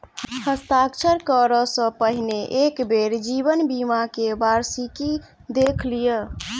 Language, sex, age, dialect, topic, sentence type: Maithili, female, 18-24, Southern/Standard, banking, statement